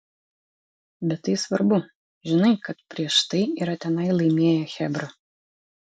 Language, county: Lithuanian, Vilnius